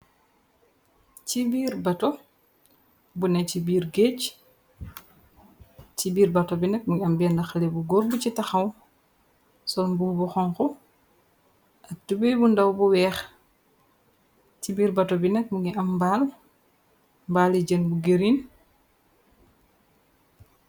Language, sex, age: Wolof, female, 25-35